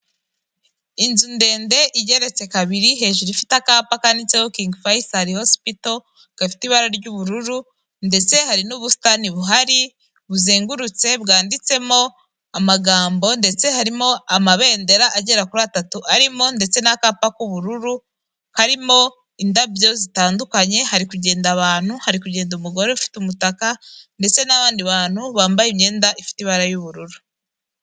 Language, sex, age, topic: Kinyarwanda, female, 18-24, government